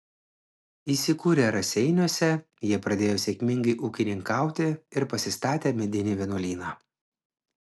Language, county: Lithuanian, Klaipėda